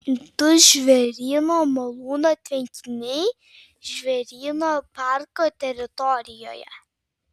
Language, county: Lithuanian, Vilnius